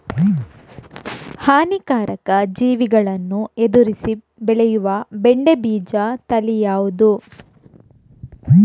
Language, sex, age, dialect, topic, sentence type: Kannada, female, 46-50, Coastal/Dakshin, agriculture, question